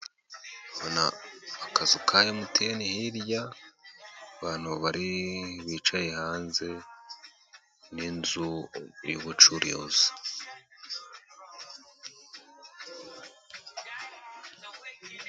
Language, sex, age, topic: Kinyarwanda, male, 18-24, government